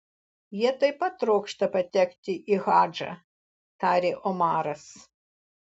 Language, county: Lithuanian, Alytus